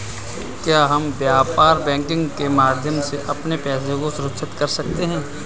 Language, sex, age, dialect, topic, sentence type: Hindi, male, 25-30, Kanauji Braj Bhasha, banking, question